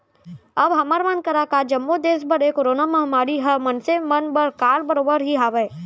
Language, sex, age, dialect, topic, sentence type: Chhattisgarhi, male, 46-50, Central, banking, statement